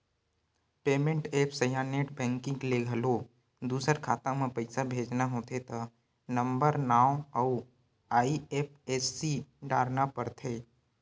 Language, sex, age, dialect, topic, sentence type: Chhattisgarhi, male, 18-24, Western/Budati/Khatahi, banking, statement